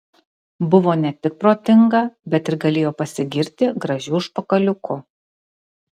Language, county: Lithuanian, Kaunas